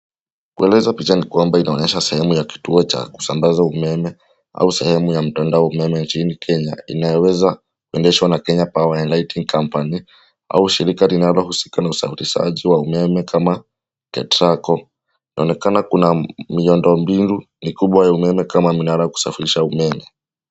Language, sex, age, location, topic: Swahili, male, 18-24, Nairobi, government